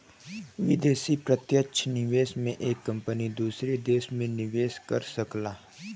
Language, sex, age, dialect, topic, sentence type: Bhojpuri, male, 18-24, Western, banking, statement